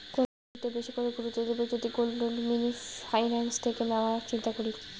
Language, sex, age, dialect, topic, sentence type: Bengali, female, 18-24, Rajbangshi, banking, question